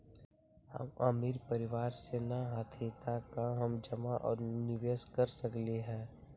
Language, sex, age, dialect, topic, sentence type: Magahi, male, 18-24, Western, banking, question